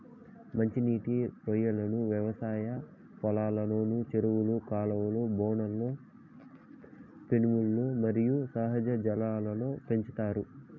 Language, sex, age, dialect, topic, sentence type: Telugu, male, 25-30, Southern, agriculture, statement